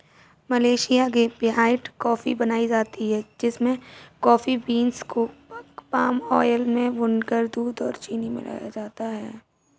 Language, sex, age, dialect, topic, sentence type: Hindi, female, 46-50, Kanauji Braj Bhasha, agriculture, statement